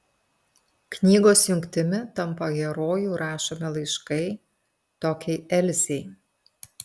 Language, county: Lithuanian, Telšiai